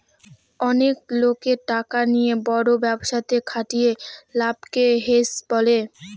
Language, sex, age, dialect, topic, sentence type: Bengali, female, 60-100, Northern/Varendri, banking, statement